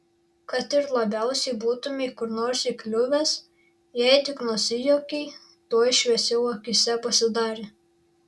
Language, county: Lithuanian, Šiauliai